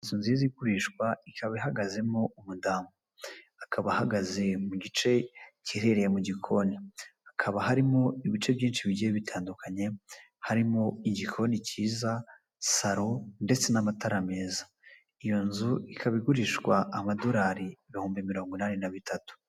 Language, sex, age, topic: Kinyarwanda, female, 25-35, finance